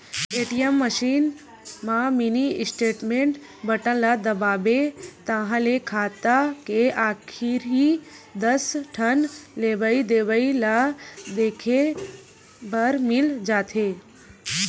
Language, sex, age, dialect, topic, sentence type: Chhattisgarhi, female, 18-24, Western/Budati/Khatahi, banking, statement